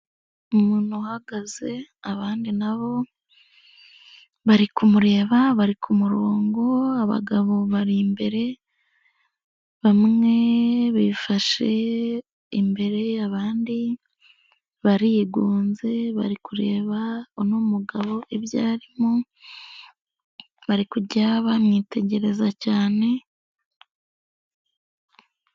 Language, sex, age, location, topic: Kinyarwanda, female, 18-24, Nyagatare, health